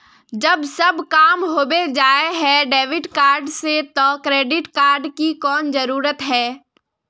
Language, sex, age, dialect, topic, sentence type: Magahi, female, 25-30, Northeastern/Surjapuri, banking, question